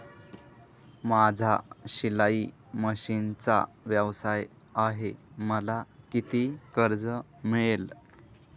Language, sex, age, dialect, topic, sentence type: Marathi, male, 18-24, Northern Konkan, banking, question